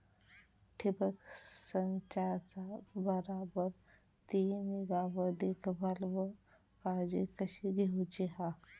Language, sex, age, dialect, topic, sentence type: Marathi, male, 31-35, Southern Konkan, agriculture, question